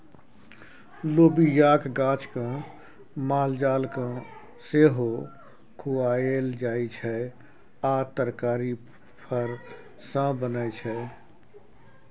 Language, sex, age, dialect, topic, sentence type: Maithili, male, 41-45, Bajjika, agriculture, statement